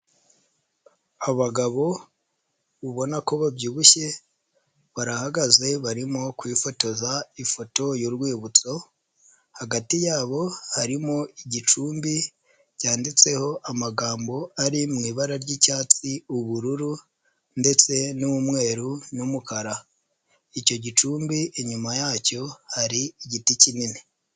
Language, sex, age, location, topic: Kinyarwanda, male, 25-35, Nyagatare, government